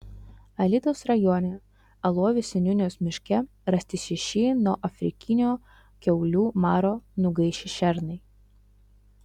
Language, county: Lithuanian, Utena